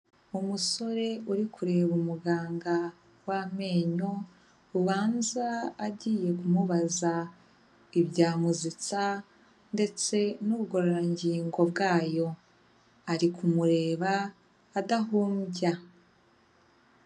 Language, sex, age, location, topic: Kinyarwanda, female, 25-35, Kigali, health